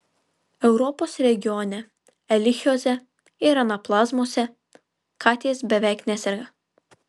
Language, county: Lithuanian, Vilnius